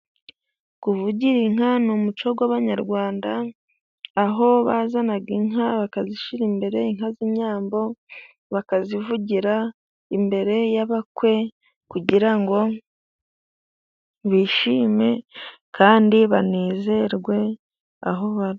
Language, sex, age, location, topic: Kinyarwanda, female, 18-24, Musanze, government